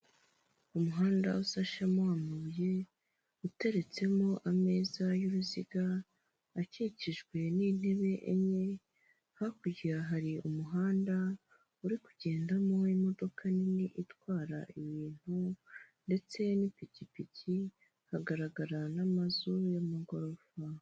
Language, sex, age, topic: Kinyarwanda, female, 18-24, finance